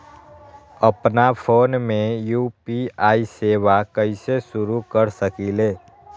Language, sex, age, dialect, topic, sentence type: Magahi, male, 18-24, Western, banking, question